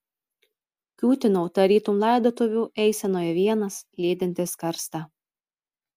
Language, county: Lithuanian, Telšiai